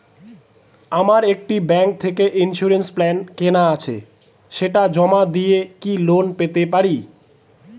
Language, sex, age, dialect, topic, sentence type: Bengali, male, 25-30, Standard Colloquial, banking, question